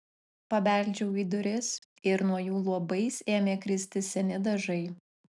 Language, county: Lithuanian, Alytus